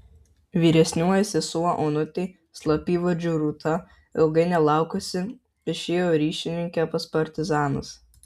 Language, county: Lithuanian, Marijampolė